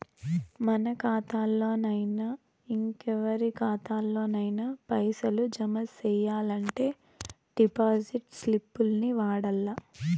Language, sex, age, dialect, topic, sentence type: Telugu, female, 18-24, Southern, banking, statement